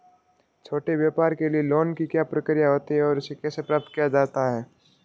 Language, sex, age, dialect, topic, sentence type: Hindi, male, 36-40, Marwari Dhudhari, banking, question